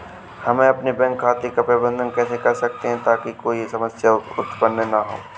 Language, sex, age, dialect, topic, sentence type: Hindi, male, 18-24, Awadhi Bundeli, banking, question